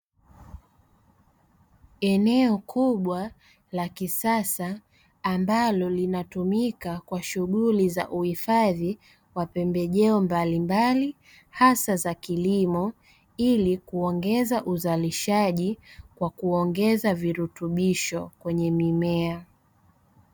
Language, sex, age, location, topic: Swahili, female, 25-35, Dar es Salaam, agriculture